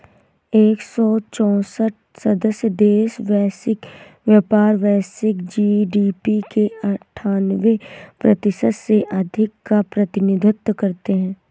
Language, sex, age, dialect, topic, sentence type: Hindi, female, 18-24, Awadhi Bundeli, banking, statement